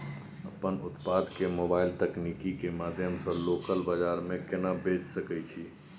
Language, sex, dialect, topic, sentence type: Maithili, male, Bajjika, agriculture, question